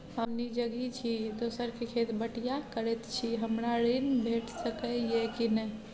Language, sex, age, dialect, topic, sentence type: Maithili, female, 25-30, Bajjika, banking, question